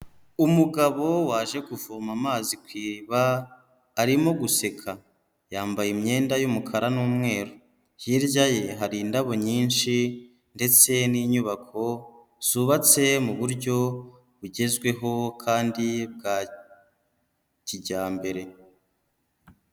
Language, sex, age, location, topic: Kinyarwanda, female, 36-49, Huye, health